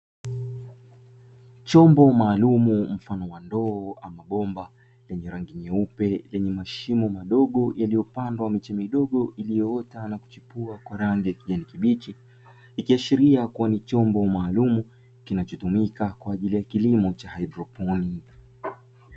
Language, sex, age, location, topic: Swahili, male, 25-35, Dar es Salaam, agriculture